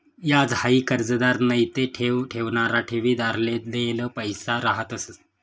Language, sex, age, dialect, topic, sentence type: Marathi, male, 25-30, Northern Konkan, banking, statement